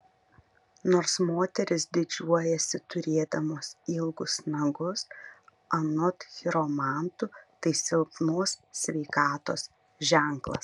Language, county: Lithuanian, Panevėžys